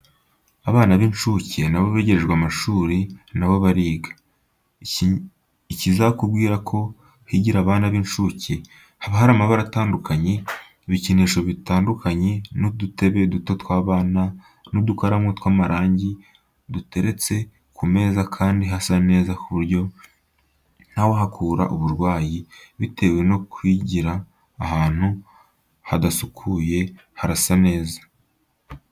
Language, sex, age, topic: Kinyarwanda, male, 18-24, education